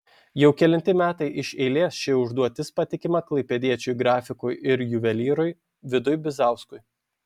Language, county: Lithuanian, Šiauliai